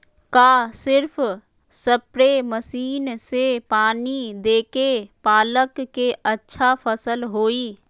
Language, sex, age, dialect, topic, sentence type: Magahi, female, 31-35, Western, agriculture, question